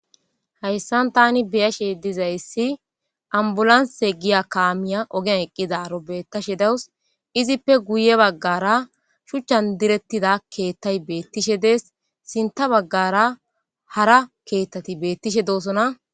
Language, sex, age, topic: Gamo, female, 18-24, government